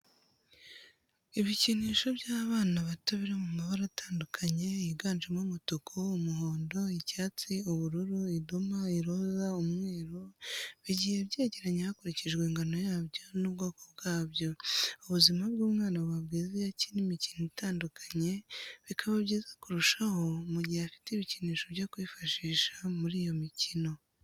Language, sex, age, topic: Kinyarwanda, female, 25-35, education